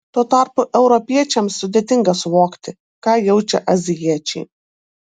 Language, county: Lithuanian, Vilnius